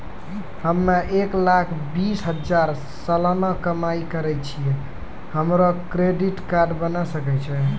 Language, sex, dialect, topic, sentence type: Maithili, male, Angika, banking, question